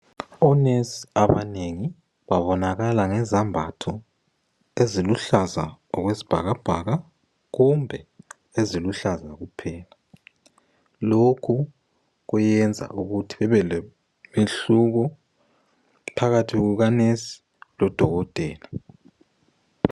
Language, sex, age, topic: North Ndebele, male, 25-35, health